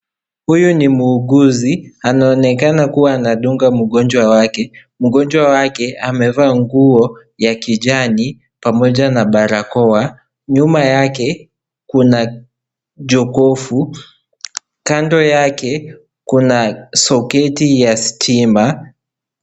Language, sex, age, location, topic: Swahili, male, 18-24, Kisii, health